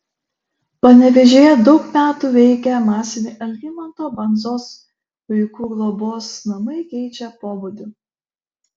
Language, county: Lithuanian, Šiauliai